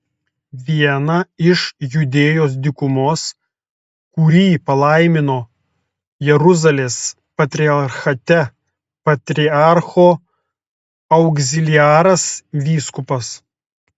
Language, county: Lithuanian, Telšiai